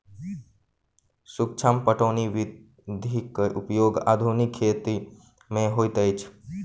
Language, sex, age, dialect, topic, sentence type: Maithili, male, 18-24, Southern/Standard, agriculture, statement